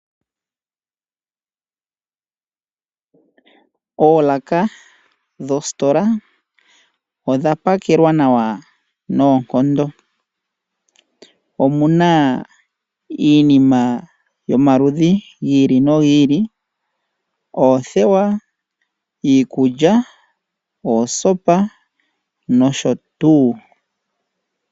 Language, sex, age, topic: Oshiwambo, male, 25-35, finance